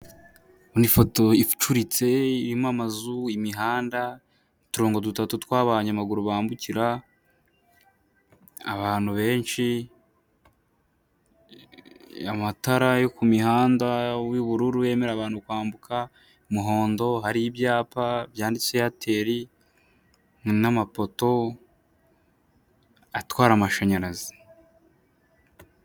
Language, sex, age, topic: Kinyarwanda, male, 18-24, government